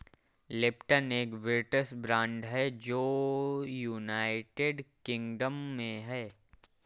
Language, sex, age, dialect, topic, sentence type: Hindi, male, 36-40, Awadhi Bundeli, agriculture, statement